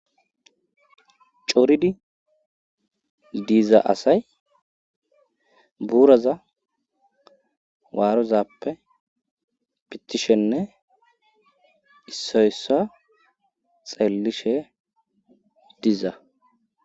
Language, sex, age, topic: Gamo, male, 18-24, government